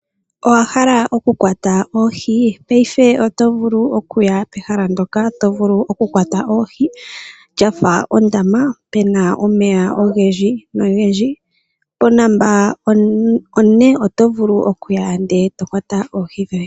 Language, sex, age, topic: Oshiwambo, female, 18-24, agriculture